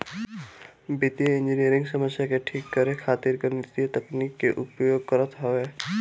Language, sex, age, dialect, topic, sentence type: Bhojpuri, male, 18-24, Northern, banking, statement